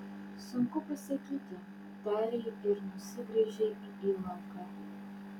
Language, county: Lithuanian, Vilnius